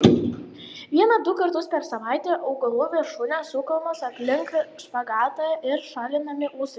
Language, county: Lithuanian, Panevėžys